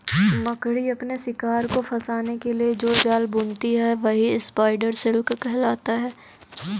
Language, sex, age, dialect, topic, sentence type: Hindi, female, 18-24, Kanauji Braj Bhasha, agriculture, statement